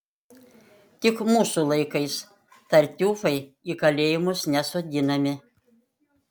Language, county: Lithuanian, Panevėžys